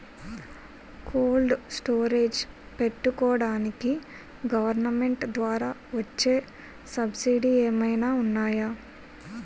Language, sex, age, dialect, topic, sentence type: Telugu, female, 41-45, Utterandhra, agriculture, question